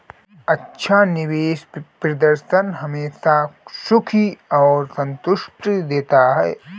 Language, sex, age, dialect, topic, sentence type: Hindi, male, 25-30, Marwari Dhudhari, banking, statement